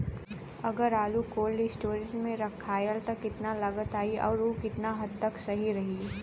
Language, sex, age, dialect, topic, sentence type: Bhojpuri, female, 18-24, Western, agriculture, question